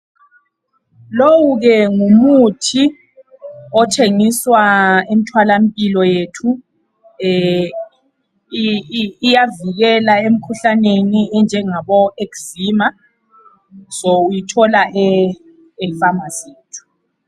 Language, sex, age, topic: North Ndebele, female, 36-49, health